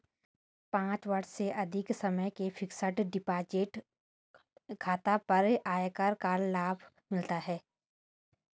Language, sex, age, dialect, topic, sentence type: Hindi, female, 18-24, Hindustani Malvi Khadi Boli, banking, statement